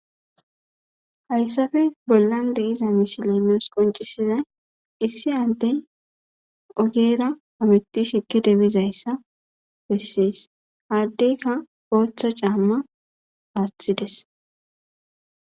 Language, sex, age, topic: Gamo, female, 25-35, government